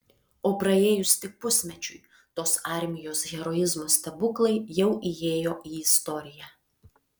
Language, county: Lithuanian, Vilnius